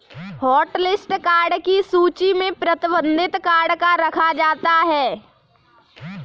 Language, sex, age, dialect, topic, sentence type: Hindi, female, 18-24, Kanauji Braj Bhasha, banking, statement